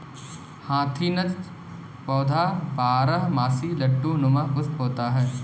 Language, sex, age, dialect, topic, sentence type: Hindi, male, 18-24, Kanauji Braj Bhasha, agriculture, statement